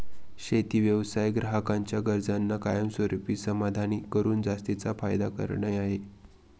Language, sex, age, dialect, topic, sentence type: Marathi, male, 25-30, Northern Konkan, agriculture, statement